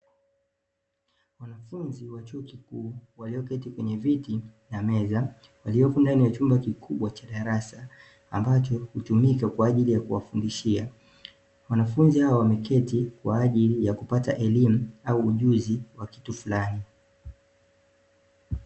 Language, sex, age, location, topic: Swahili, male, 18-24, Dar es Salaam, education